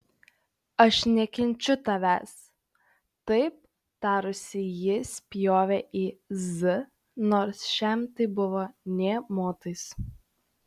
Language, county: Lithuanian, Šiauliai